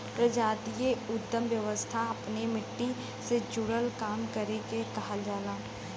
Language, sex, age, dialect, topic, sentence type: Bhojpuri, female, 31-35, Western, banking, statement